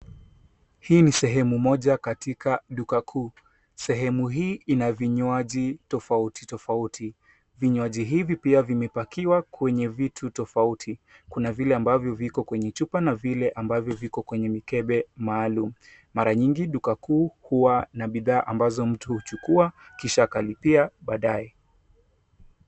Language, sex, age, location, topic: Swahili, male, 18-24, Nairobi, finance